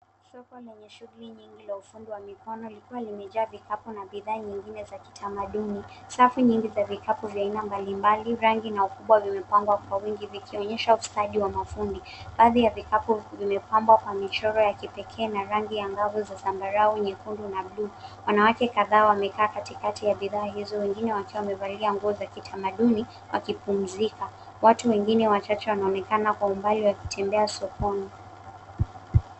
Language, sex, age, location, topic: Swahili, female, 18-24, Nairobi, finance